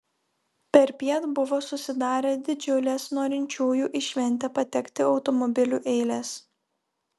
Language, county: Lithuanian, Vilnius